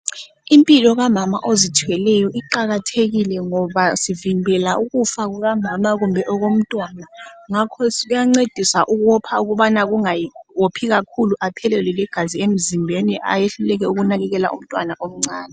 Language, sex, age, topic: North Ndebele, female, 18-24, health